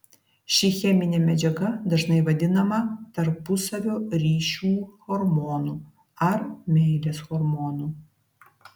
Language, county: Lithuanian, Klaipėda